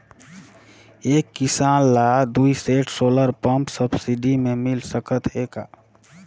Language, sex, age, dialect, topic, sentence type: Chhattisgarhi, male, 31-35, Northern/Bhandar, agriculture, question